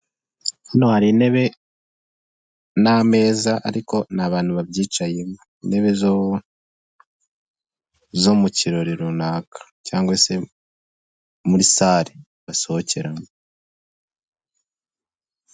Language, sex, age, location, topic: Kinyarwanda, male, 18-24, Nyagatare, finance